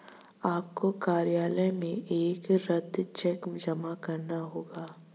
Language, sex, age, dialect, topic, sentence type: Hindi, female, 18-24, Hindustani Malvi Khadi Boli, banking, statement